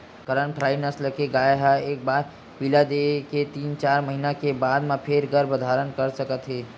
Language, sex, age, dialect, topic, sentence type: Chhattisgarhi, male, 60-100, Western/Budati/Khatahi, agriculture, statement